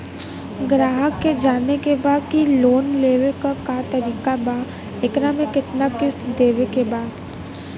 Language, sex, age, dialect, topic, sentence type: Bhojpuri, female, 18-24, Western, banking, question